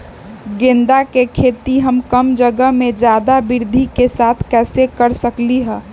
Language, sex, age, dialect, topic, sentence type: Magahi, female, 18-24, Western, agriculture, question